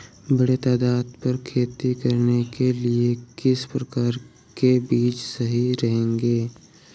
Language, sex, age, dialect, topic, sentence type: Hindi, male, 18-24, Awadhi Bundeli, agriculture, statement